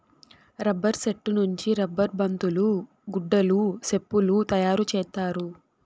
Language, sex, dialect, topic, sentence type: Telugu, female, Southern, agriculture, statement